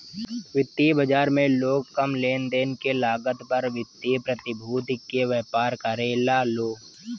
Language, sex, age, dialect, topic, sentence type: Bhojpuri, male, 18-24, Southern / Standard, banking, statement